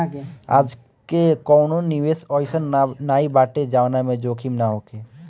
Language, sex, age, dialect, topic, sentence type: Bhojpuri, male, <18, Northern, banking, statement